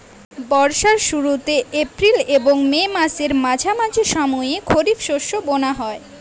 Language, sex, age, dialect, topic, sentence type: Bengali, female, <18, Jharkhandi, agriculture, statement